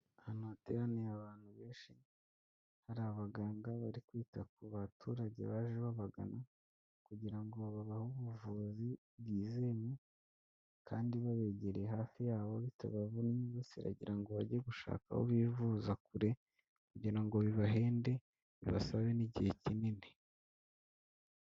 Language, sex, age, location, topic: Kinyarwanda, female, 18-24, Kigali, health